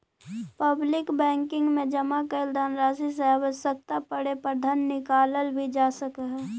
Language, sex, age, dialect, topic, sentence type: Magahi, female, 18-24, Central/Standard, banking, statement